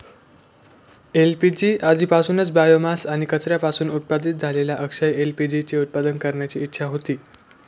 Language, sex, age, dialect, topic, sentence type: Marathi, male, 18-24, Northern Konkan, agriculture, statement